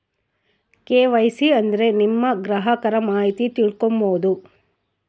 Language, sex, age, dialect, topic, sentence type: Kannada, female, 56-60, Central, banking, statement